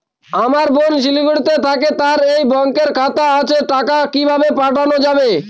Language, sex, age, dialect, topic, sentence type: Bengali, male, 41-45, Northern/Varendri, banking, question